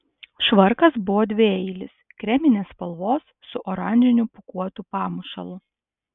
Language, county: Lithuanian, Alytus